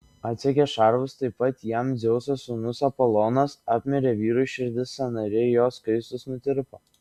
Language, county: Lithuanian, Šiauliai